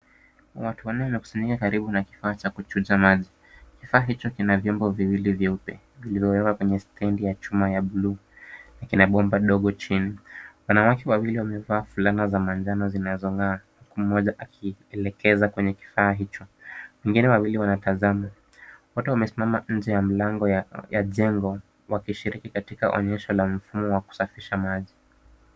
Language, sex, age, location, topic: Swahili, male, 25-35, Kisumu, health